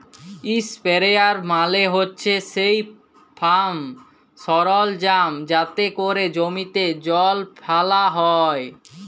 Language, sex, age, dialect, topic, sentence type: Bengali, male, 18-24, Jharkhandi, agriculture, statement